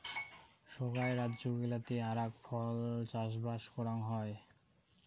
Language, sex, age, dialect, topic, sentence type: Bengali, male, 18-24, Rajbangshi, agriculture, statement